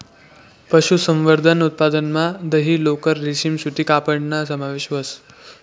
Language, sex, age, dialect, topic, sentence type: Marathi, male, 18-24, Northern Konkan, agriculture, statement